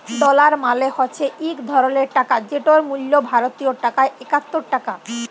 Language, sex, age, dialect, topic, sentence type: Bengali, female, 18-24, Jharkhandi, banking, statement